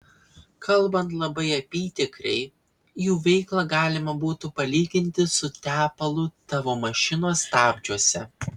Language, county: Lithuanian, Vilnius